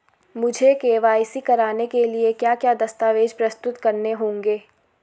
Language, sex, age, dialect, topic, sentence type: Hindi, female, 18-24, Garhwali, banking, question